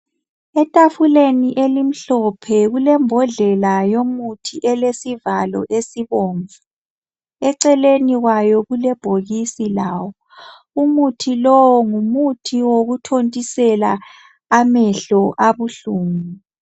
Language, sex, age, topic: North Ndebele, female, 50+, health